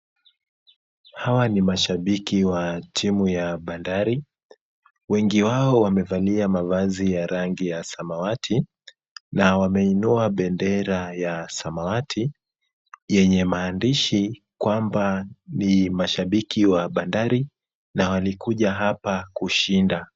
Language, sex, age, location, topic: Swahili, female, 25-35, Kisumu, government